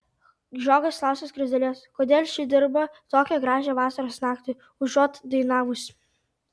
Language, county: Lithuanian, Tauragė